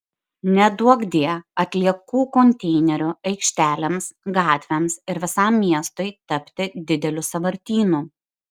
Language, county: Lithuanian, Šiauliai